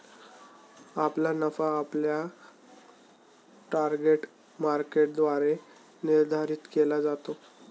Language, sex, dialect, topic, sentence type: Marathi, male, Standard Marathi, banking, statement